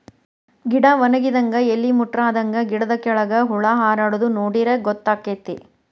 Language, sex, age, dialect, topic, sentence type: Kannada, female, 41-45, Dharwad Kannada, agriculture, statement